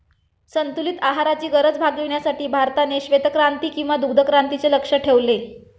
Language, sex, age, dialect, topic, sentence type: Marathi, female, 25-30, Standard Marathi, agriculture, statement